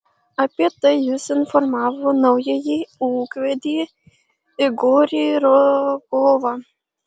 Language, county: Lithuanian, Marijampolė